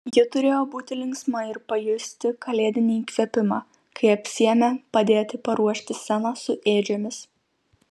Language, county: Lithuanian, Kaunas